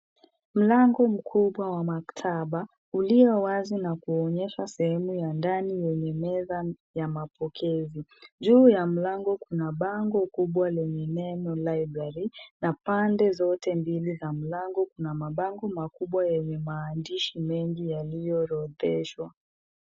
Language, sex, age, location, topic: Swahili, female, 18-24, Nairobi, education